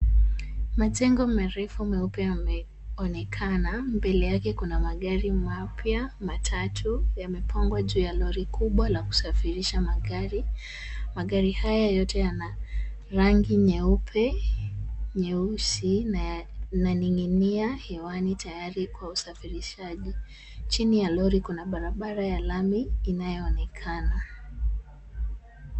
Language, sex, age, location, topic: Swahili, male, 25-35, Kisumu, finance